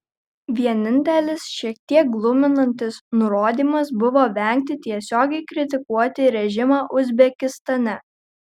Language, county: Lithuanian, Kaunas